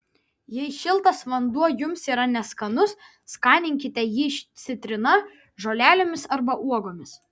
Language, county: Lithuanian, Vilnius